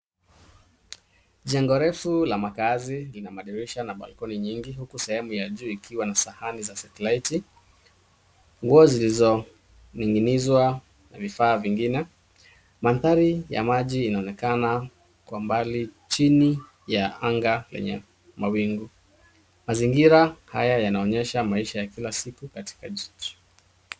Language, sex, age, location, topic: Swahili, male, 36-49, Nairobi, finance